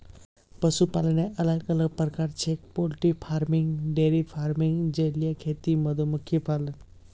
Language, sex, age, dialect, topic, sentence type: Magahi, male, 18-24, Northeastern/Surjapuri, agriculture, statement